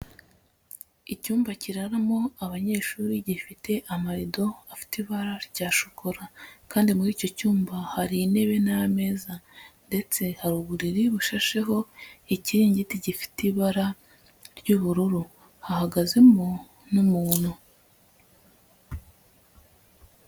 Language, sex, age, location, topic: Kinyarwanda, female, 18-24, Huye, education